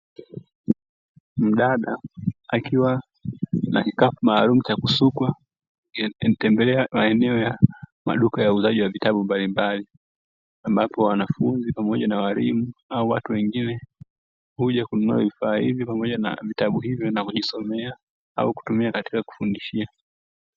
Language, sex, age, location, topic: Swahili, male, 25-35, Dar es Salaam, education